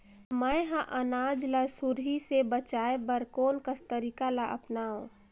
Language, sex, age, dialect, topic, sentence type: Chhattisgarhi, female, 25-30, Northern/Bhandar, agriculture, question